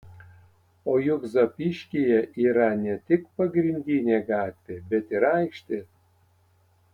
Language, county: Lithuanian, Panevėžys